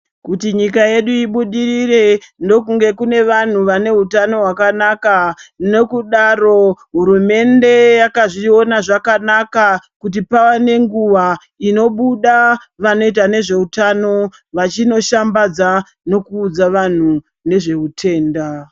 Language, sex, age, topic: Ndau, male, 36-49, health